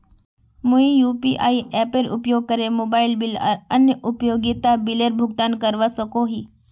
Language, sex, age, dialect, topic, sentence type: Magahi, female, 36-40, Northeastern/Surjapuri, banking, statement